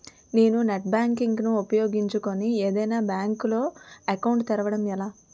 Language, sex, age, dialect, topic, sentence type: Telugu, female, 18-24, Utterandhra, banking, question